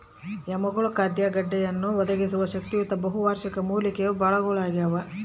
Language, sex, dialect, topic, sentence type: Kannada, female, Central, agriculture, statement